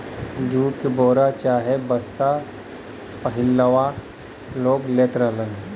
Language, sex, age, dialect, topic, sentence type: Bhojpuri, male, 31-35, Western, agriculture, statement